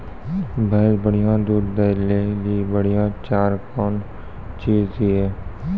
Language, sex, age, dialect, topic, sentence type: Maithili, male, 18-24, Angika, agriculture, question